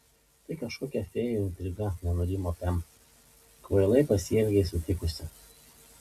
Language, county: Lithuanian, Panevėžys